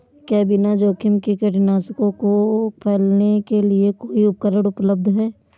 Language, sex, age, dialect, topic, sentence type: Hindi, female, 18-24, Marwari Dhudhari, agriculture, question